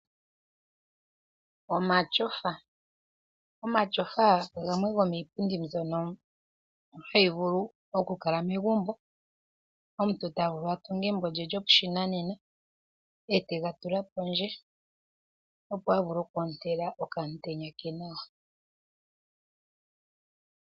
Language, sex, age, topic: Oshiwambo, female, 25-35, agriculture